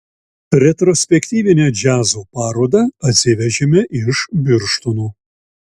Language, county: Lithuanian, Šiauliai